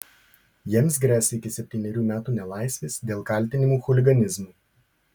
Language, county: Lithuanian, Marijampolė